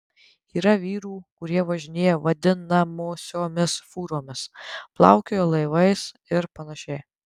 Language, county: Lithuanian, Tauragė